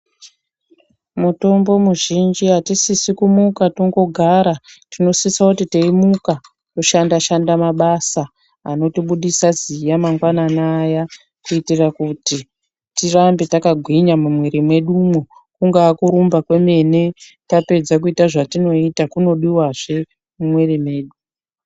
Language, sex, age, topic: Ndau, female, 18-24, health